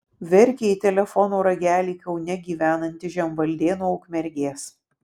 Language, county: Lithuanian, Vilnius